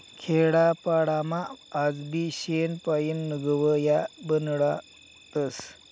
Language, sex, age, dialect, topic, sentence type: Marathi, male, 51-55, Northern Konkan, agriculture, statement